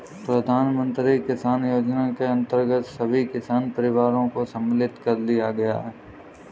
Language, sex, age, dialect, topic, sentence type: Hindi, male, 18-24, Kanauji Braj Bhasha, agriculture, statement